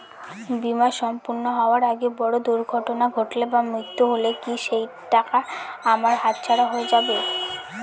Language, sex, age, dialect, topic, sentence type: Bengali, female, 18-24, Northern/Varendri, banking, question